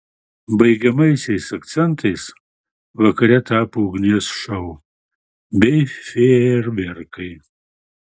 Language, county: Lithuanian, Marijampolė